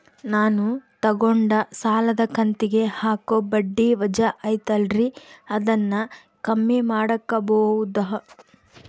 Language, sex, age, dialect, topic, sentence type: Kannada, female, 18-24, Central, banking, question